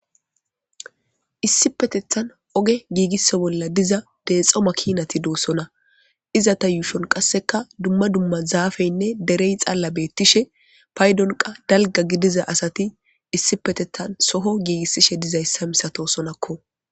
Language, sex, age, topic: Gamo, male, 18-24, government